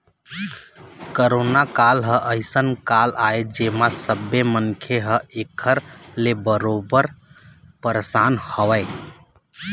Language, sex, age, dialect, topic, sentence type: Chhattisgarhi, male, 31-35, Eastern, banking, statement